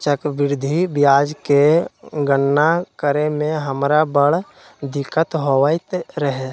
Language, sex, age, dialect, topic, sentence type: Magahi, male, 60-100, Western, banking, statement